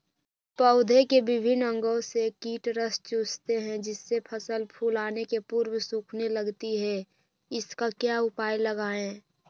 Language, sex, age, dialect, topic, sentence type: Magahi, female, 18-24, Western, agriculture, question